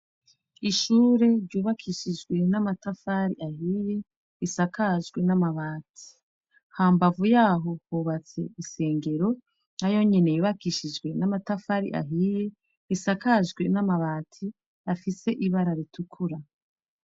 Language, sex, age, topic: Rundi, female, 36-49, education